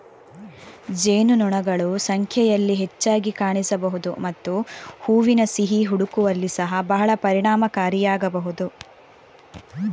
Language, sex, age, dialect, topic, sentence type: Kannada, female, 46-50, Coastal/Dakshin, agriculture, statement